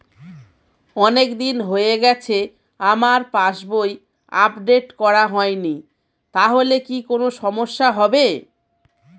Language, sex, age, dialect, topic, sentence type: Bengali, female, 36-40, Standard Colloquial, banking, question